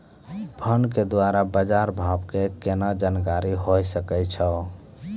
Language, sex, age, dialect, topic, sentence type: Maithili, male, 18-24, Angika, agriculture, question